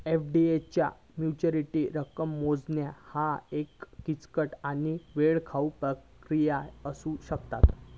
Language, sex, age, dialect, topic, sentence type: Marathi, male, 18-24, Southern Konkan, banking, statement